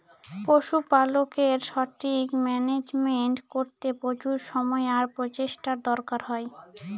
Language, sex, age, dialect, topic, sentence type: Bengali, female, 18-24, Northern/Varendri, agriculture, statement